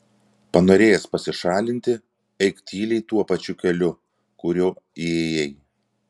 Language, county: Lithuanian, Vilnius